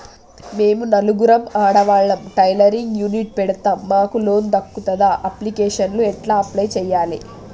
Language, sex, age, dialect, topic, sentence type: Telugu, female, 18-24, Telangana, banking, question